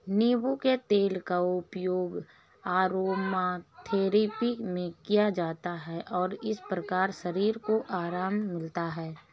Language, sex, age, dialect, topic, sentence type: Hindi, female, 31-35, Marwari Dhudhari, agriculture, statement